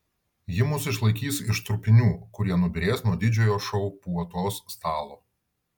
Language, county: Lithuanian, Vilnius